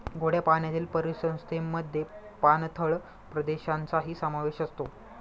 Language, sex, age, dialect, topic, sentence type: Marathi, male, 25-30, Standard Marathi, agriculture, statement